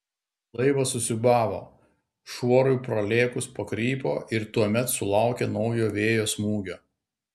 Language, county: Lithuanian, Klaipėda